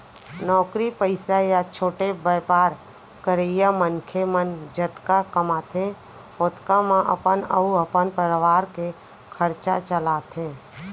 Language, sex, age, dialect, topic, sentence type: Chhattisgarhi, female, 41-45, Central, banking, statement